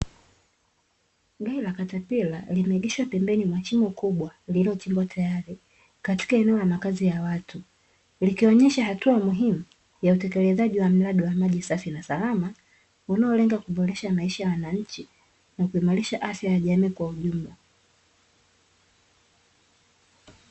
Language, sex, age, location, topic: Swahili, female, 36-49, Dar es Salaam, government